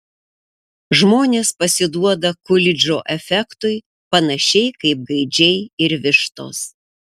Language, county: Lithuanian, Panevėžys